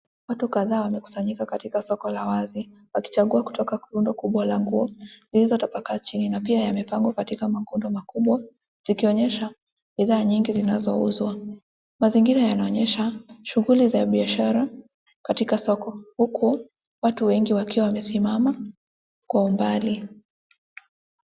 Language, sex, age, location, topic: Swahili, female, 18-24, Nakuru, finance